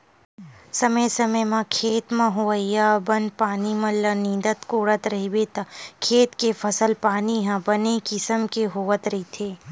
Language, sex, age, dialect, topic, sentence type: Chhattisgarhi, female, 25-30, Western/Budati/Khatahi, agriculture, statement